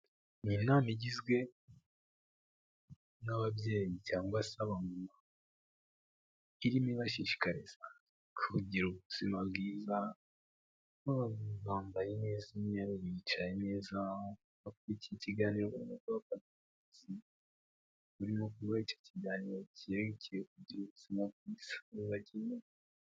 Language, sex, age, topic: Kinyarwanda, male, 18-24, health